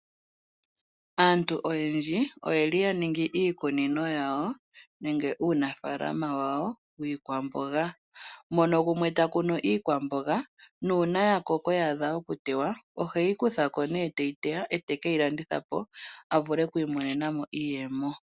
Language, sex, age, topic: Oshiwambo, female, 25-35, agriculture